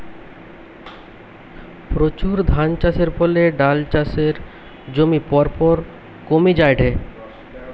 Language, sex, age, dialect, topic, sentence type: Bengali, male, 25-30, Western, agriculture, statement